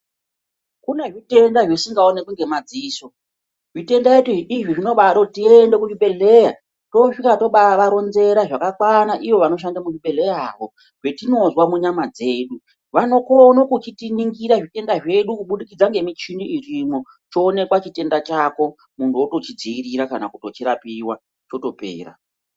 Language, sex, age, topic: Ndau, female, 36-49, health